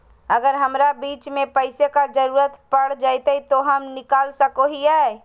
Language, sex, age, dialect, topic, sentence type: Magahi, female, 31-35, Southern, banking, question